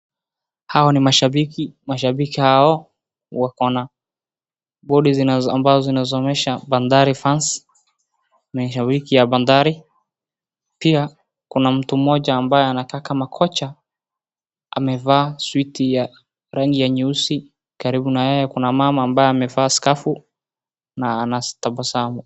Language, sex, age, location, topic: Swahili, female, 36-49, Wajir, government